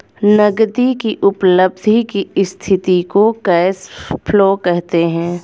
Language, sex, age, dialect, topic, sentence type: Hindi, female, 25-30, Hindustani Malvi Khadi Boli, banking, statement